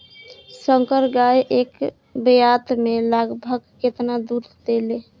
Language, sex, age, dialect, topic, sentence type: Bhojpuri, female, 18-24, Northern, agriculture, question